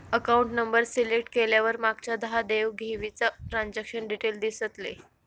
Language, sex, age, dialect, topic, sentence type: Marathi, female, 31-35, Southern Konkan, banking, statement